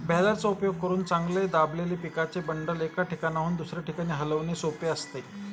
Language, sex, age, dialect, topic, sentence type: Marathi, male, 46-50, Standard Marathi, agriculture, statement